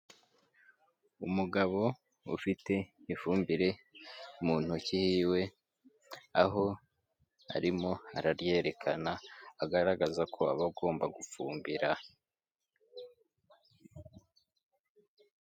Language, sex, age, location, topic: Kinyarwanda, female, 18-24, Kigali, agriculture